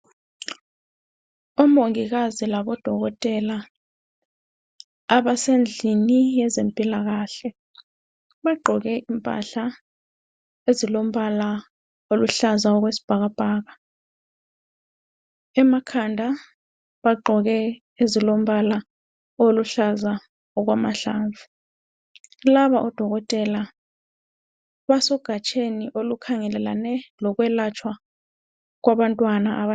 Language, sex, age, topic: North Ndebele, female, 25-35, health